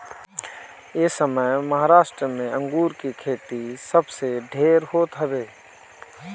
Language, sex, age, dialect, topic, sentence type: Bhojpuri, male, 36-40, Northern, agriculture, statement